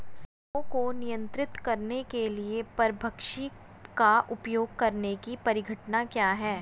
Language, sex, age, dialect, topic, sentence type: Hindi, female, 18-24, Hindustani Malvi Khadi Boli, agriculture, question